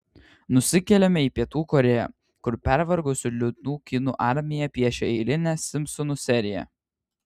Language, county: Lithuanian, Vilnius